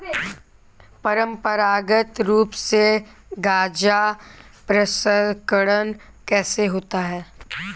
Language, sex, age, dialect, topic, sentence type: Hindi, male, 18-24, Kanauji Braj Bhasha, agriculture, statement